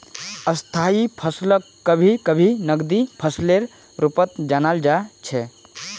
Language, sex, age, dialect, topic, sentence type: Magahi, male, 18-24, Northeastern/Surjapuri, agriculture, statement